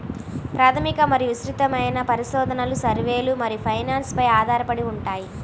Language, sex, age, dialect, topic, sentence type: Telugu, female, 18-24, Central/Coastal, banking, statement